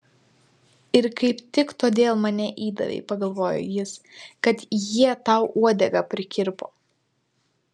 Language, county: Lithuanian, Vilnius